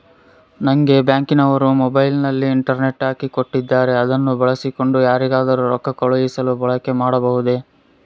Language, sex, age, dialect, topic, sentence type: Kannada, male, 41-45, Central, banking, question